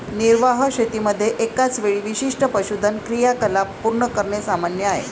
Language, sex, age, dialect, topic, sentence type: Marathi, female, 56-60, Varhadi, agriculture, statement